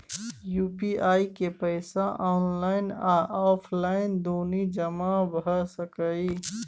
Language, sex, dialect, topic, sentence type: Maithili, male, Bajjika, banking, question